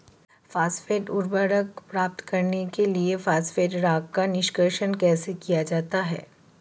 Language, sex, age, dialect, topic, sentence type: Hindi, female, 31-35, Marwari Dhudhari, agriculture, statement